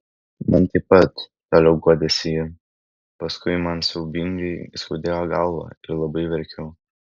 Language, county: Lithuanian, Kaunas